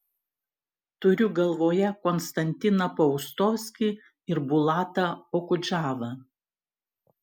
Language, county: Lithuanian, Šiauliai